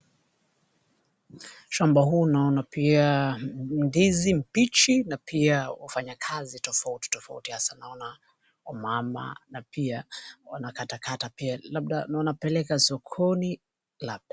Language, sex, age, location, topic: Swahili, male, 18-24, Wajir, agriculture